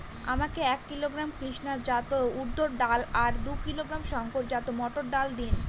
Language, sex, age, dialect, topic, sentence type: Bengali, female, 18-24, Northern/Varendri, agriculture, question